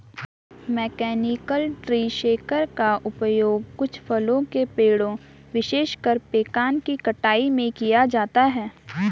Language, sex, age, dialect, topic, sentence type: Hindi, female, 18-24, Garhwali, agriculture, statement